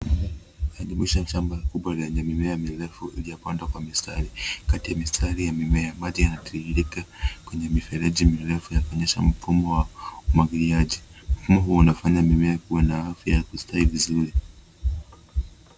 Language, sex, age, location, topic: Swahili, male, 25-35, Nairobi, agriculture